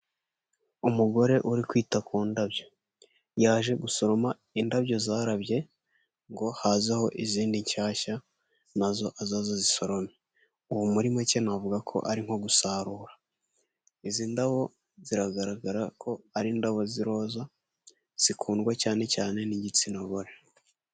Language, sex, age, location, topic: Kinyarwanda, male, 18-24, Huye, health